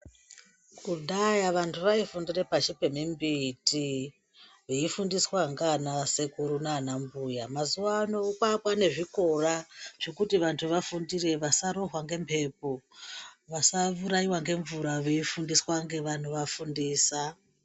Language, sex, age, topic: Ndau, female, 36-49, education